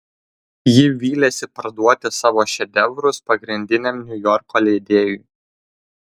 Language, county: Lithuanian, Vilnius